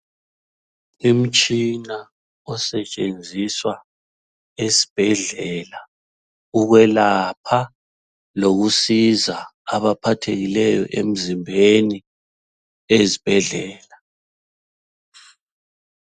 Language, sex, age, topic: North Ndebele, male, 36-49, health